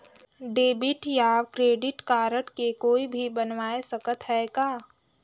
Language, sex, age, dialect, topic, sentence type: Chhattisgarhi, female, 18-24, Northern/Bhandar, banking, question